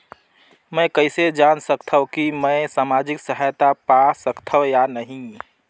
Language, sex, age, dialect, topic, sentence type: Chhattisgarhi, male, 25-30, Northern/Bhandar, banking, question